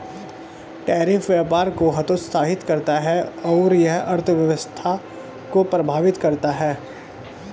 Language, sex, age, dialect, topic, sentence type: Hindi, male, 36-40, Hindustani Malvi Khadi Boli, banking, statement